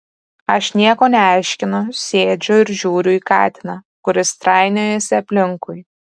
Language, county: Lithuanian, Kaunas